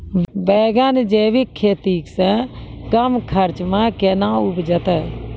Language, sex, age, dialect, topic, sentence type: Maithili, female, 41-45, Angika, agriculture, question